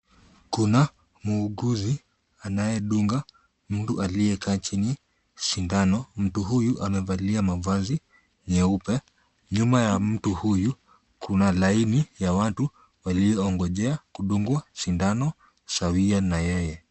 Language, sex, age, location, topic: Swahili, female, 25-35, Kisumu, health